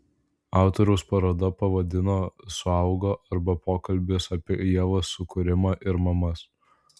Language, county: Lithuanian, Vilnius